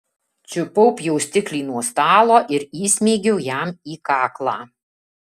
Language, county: Lithuanian, Alytus